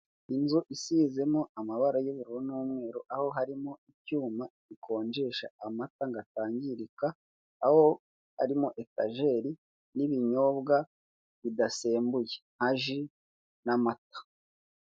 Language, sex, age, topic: Kinyarwanda, male, 25-35, finance